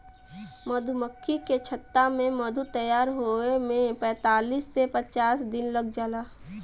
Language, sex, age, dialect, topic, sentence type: Bhojpuri, female, 18-24, Western, agriculture, statement